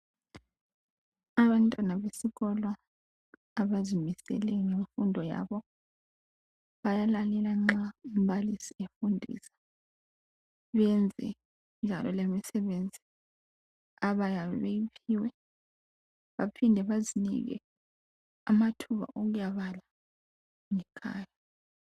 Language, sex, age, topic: North Ndebele, female, 25-35, education